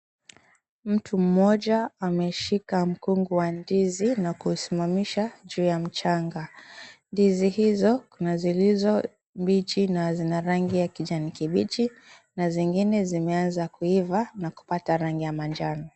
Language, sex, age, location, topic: Swahili, female, 25-35, Mombasa, agriculture